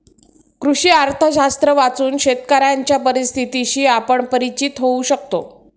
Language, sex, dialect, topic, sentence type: Marathi, female, Standard Marathi, banking, statement